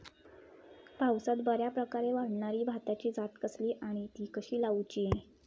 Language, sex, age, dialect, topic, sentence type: Marathi, female, 18-24, Southern Konkan, agriculture, question